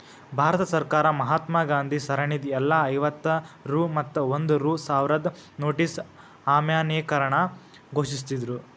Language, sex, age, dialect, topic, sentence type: Kannada, male, 18-24, Dharwad Kannada, banking, statement